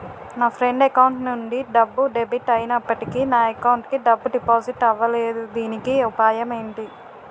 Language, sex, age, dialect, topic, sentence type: Telugu, female, 18-24, Utterandhra, banking, question